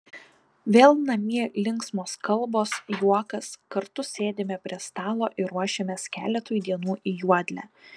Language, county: Lithuanian, Panevėžys